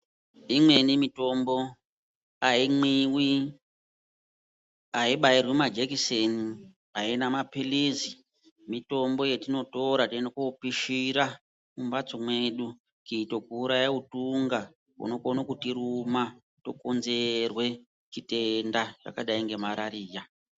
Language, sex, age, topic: Ndau, female, 50+, health